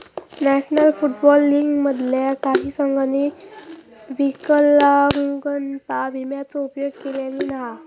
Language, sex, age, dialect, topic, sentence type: Marathi, female, 18-24, Southern Konkan, banking, statement